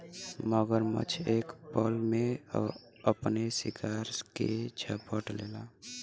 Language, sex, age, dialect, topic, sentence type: Bhojpuri, male, 18-24, Western, agriculture, statement